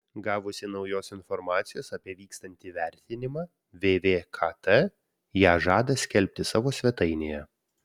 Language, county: Lithuanian, Vilnius